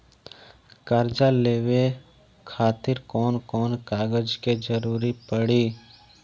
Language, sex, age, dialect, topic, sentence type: Bhojpuri, male, 18-24, Southern / Standard, banking, question